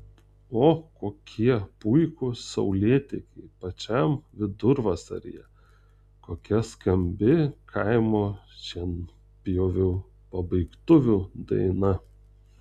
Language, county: Lithuanian, Tauragė